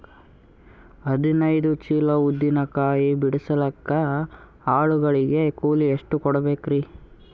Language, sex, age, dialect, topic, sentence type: Kannada, male, 18-24, Northeastern, agriculture, question